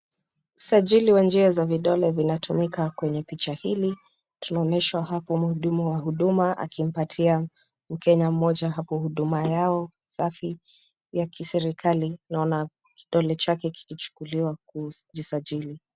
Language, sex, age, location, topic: Swahili, female, 25-35, Kisumu, government